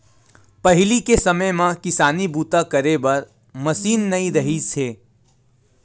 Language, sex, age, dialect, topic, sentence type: Chhattisgarhi, male, 18-24, Western/Budati/Khatahi, agriculture, statement